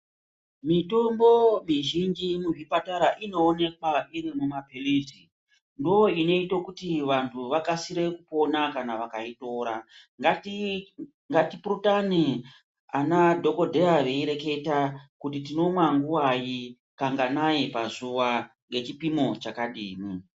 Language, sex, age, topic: Ndau, male, 36-49, health